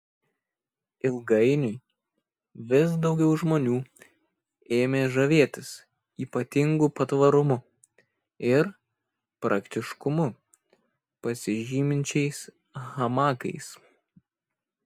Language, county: Lithuanian, Kaunas